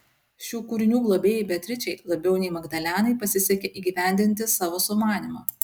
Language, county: Lithuanian, Utena